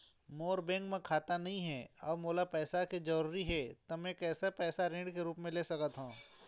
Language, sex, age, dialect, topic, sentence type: Chhattisgarhi, female, 46-50, Eastern, banking, question